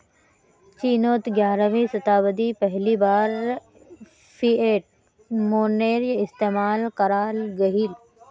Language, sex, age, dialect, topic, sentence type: Magahi, female, 18-24, Northeastern/Surjapuri, banking, statement